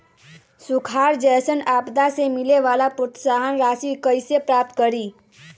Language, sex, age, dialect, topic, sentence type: Magahi, female, 36-40, Western, banking, question